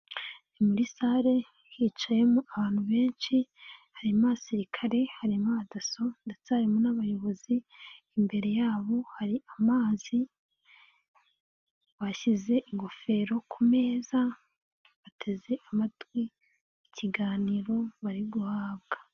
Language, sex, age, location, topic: Kinyarwanda, female, 18-24, Nyagatare, government